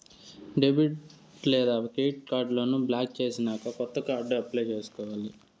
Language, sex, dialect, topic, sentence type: Telugu, male, Southern, banking, statement